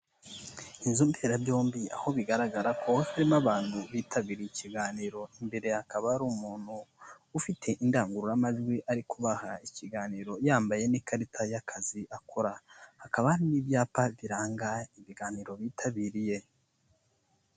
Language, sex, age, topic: Kinyarwanda, male, 25-35, health